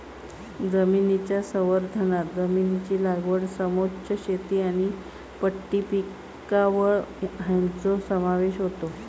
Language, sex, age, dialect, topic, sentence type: Marathi, female, 56-60, Southern Konkan, agriculture, statement